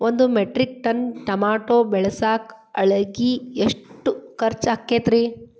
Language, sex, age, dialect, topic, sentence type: Kannada, female, 31-35, Dharwad Kannada, agriculture, question